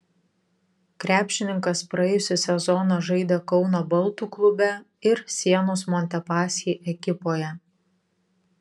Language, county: Lithuanian, Vilnius